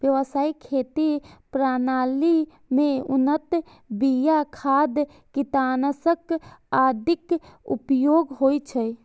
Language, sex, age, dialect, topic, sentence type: Maithili, female, 18-24, Eastern / Thethi, agriculture, statement